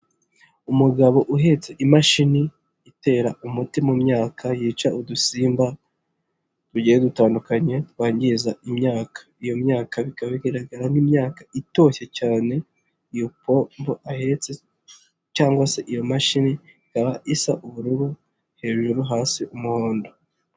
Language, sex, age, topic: Kinyarwanda, male, 25-35, agriculture